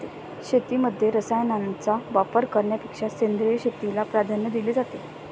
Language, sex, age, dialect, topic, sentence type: Marathi, male, 18-24, Standard Marathi, agriculture, statement